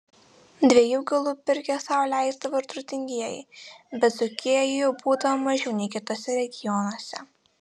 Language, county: Lithuanian, Vilnius